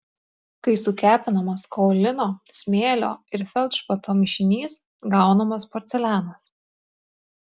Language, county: Lithuanian, Klaipėda